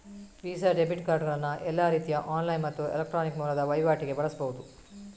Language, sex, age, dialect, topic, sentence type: Kannada, female, 18-24, Coastal/Dakshin, banking, statement